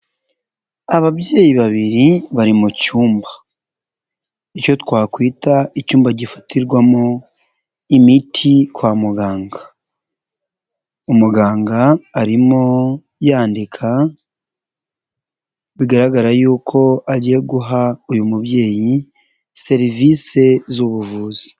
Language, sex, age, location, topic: Kinyarwanda, male, 25-35, Nyagatare, health